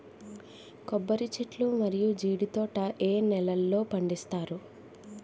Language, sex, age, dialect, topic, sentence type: Telugu, female, 25-30, Utterandhra, agriculture, question